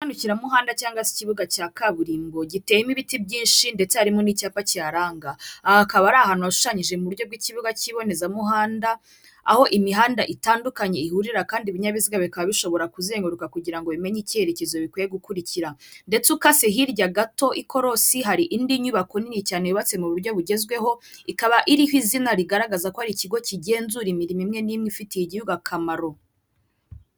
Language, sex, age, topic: Kinyarwanda, female, 18-24, government